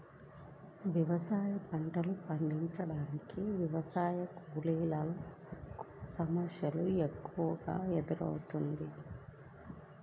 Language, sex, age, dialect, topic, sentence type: Telugu, female, 25-30, Central/Coastal, agriculture, statement